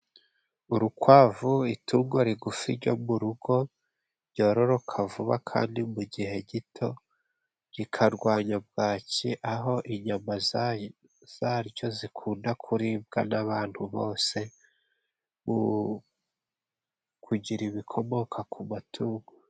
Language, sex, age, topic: Kinyarwanda, male, 25-35, agriculture